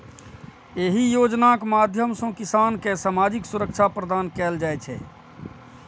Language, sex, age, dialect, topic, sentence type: Maithili, male, 46-50, Eastern / Thethi, agriculture, statement